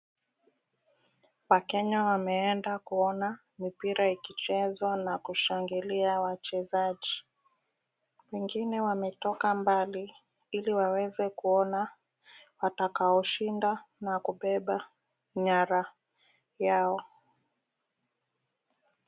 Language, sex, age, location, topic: Swahili, female, 25-35, Mombasa, government